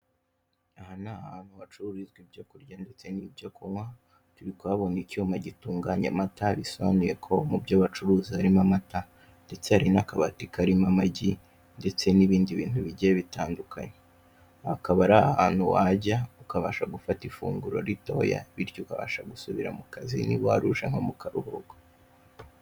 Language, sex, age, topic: Kinyarwanda, male, 18-24, finance